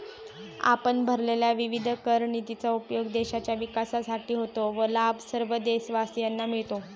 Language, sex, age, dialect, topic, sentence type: Marathi, female, 18-24, Standard Marathi, banking, statement